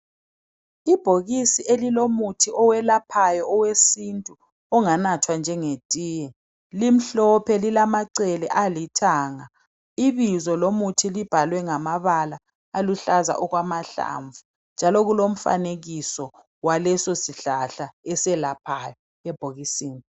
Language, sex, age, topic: North Ndebele, male, 36-49, health